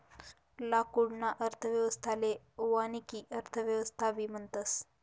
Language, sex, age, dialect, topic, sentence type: Marathi, female, 18-24, Northern Konkan, agriculture, statement